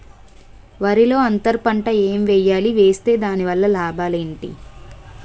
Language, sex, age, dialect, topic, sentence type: Telugu, female, 18-24, Utterandhra, agriculture, question